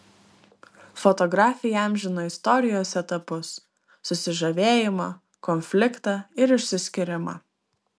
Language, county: Lithuanian, Klaipėda